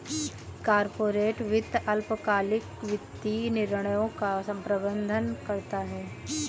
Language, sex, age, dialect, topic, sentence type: Hindi, female, 18-24, Awadhi Bundeli, banking, statement